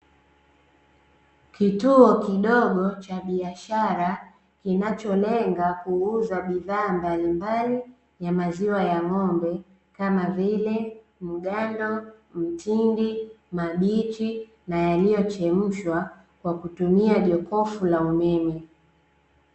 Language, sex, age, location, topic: Swahili, female, 18-24, Dar es Salaam, finance